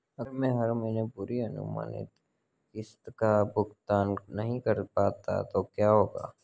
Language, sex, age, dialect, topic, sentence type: Hindi, male, 18-24, Marwari Dhudhari, banking, question